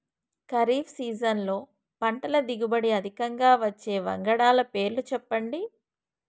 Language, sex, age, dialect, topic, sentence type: Telugu, female, 36-40, Telangana, agriculture, question